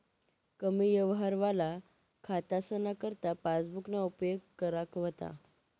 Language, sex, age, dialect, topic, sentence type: Marathi, female, 18-24, Northern Konkan, banking, statement